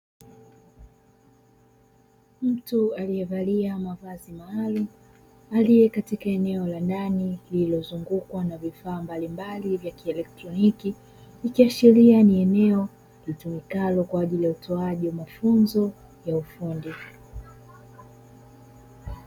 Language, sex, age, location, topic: Swahili, female, 25-35, Dar es Salaam, education